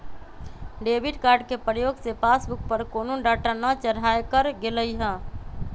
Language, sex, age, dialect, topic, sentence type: Magahi, female, 25-30, Western, banking, statement